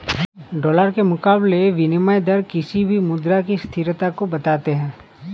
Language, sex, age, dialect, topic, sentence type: Hindi, male, 31-35, Awadhi Bundeli, banking, statement